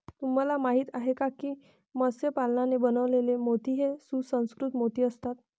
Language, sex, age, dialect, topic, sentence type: Marathi, female, 25-30, Varhadi, agriculture, statement